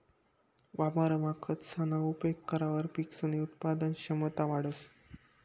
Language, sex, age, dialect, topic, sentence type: Marathi, male, 25-30, Northern Konkan, agriculture, statement